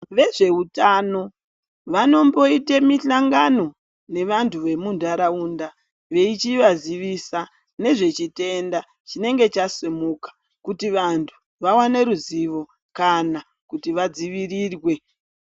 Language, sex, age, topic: Ndau, male, 18-24, health